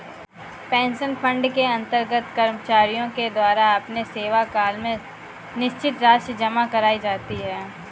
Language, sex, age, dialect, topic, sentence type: Hindi, female, 18-24, Kanauji Braj Bhasha, banking, statement